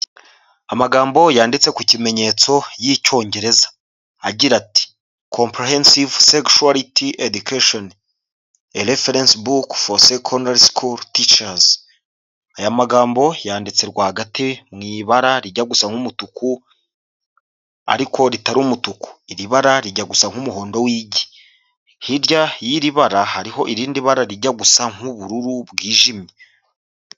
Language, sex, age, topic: Kinyarwanda, male, 25-35, health